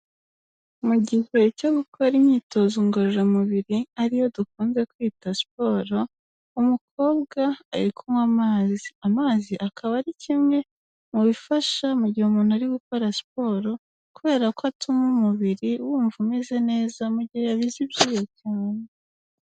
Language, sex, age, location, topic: Kinyarwanda, female, 18-24, Kigali, health